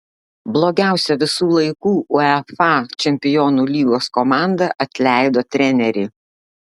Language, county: Lithuanian, Klaipėda